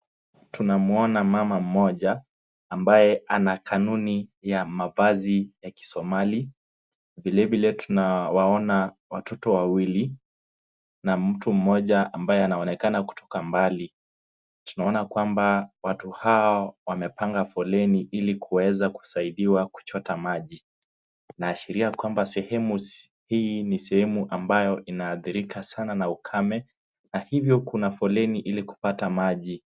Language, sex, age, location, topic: Swahili, male, 18-24, Nakuru, health